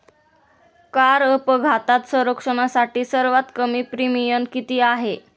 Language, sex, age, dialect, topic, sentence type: Marathi, female, 18-24, Standard Marathi, banking, statement